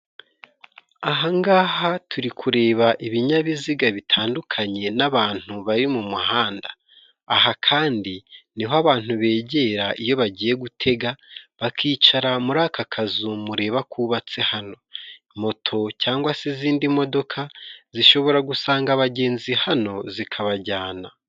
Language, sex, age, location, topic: Kinyarwanda, male, 25-35, Musanze, government